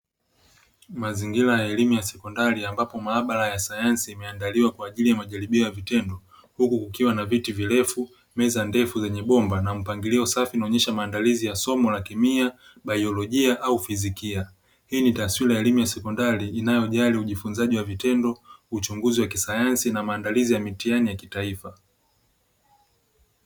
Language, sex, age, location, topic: Swahili, male, 25-35, Dar es Salaam, education